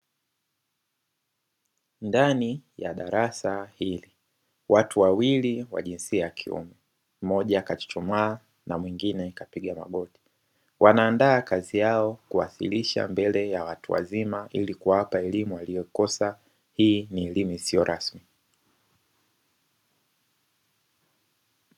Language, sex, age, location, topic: Swahili, female, 25-35, Dar es Salaam, education